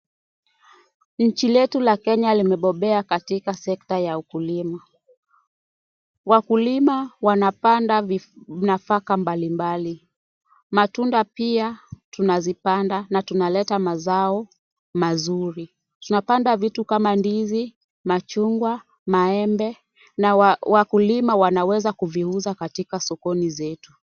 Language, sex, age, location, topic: Swahili, female, 18-24, Kisumu, finance